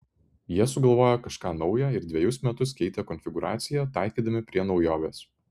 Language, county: Lithuanian, Vilnius